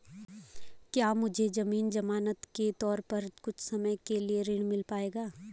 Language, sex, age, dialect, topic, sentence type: Hindi, female, 18-24, Garhwali, banking, question